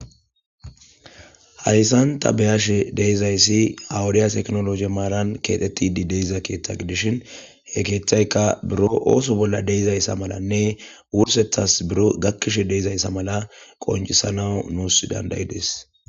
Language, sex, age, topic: Gamo, female, 18-24, government